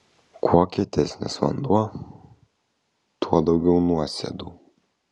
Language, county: Lithuanian, Kaunas